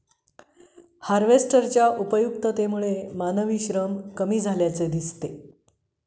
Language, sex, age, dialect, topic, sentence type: Marathi, female, 51-55, Standard Marathi, agriculture, statement